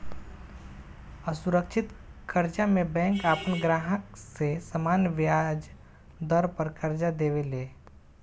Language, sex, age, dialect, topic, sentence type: Bhojpuri, male, 25-30, Southern / Standard, banking, statement